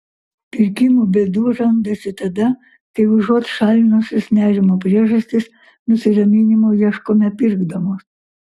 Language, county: Lithuanian, Kaunas